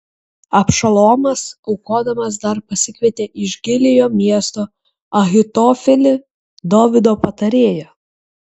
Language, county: Lithuanian, Kaunas